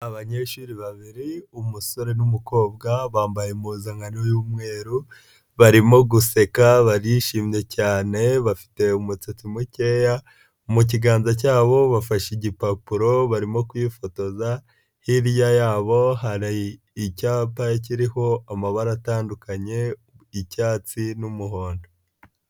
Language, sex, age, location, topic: Kinyarwanda, male, 25-35, Nyagatare, education